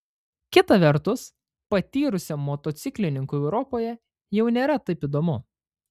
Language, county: Lithuanian, Panevėžys